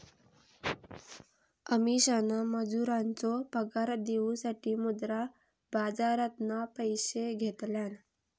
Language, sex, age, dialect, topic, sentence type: Marathi, female, 25-30, Southern Konkan, banking, statement